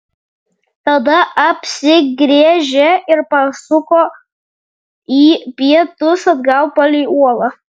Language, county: Lithuanian, Vilnius